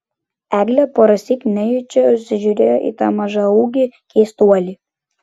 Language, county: Lithuanian, Klaipėda